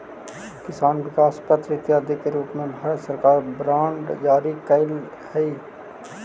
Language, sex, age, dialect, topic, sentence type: Magahi, male, 31-35, Central/Standard, banking, statement